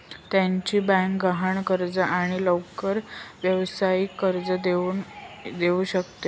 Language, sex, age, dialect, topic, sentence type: Marathi, female, 25-30, Northern Konkan, banking, statement